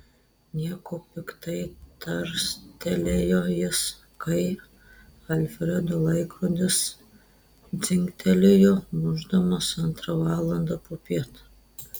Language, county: Lithuanian, Telšiai